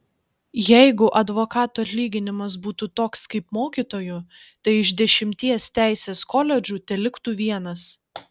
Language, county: Lithuanian, Šiauliai